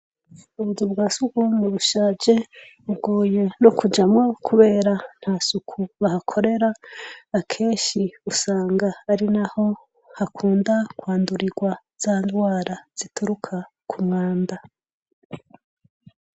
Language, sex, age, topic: Rundi, female, 25-35, education